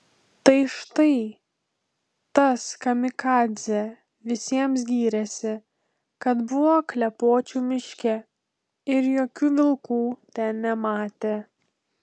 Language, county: Lithuanian, Telšiai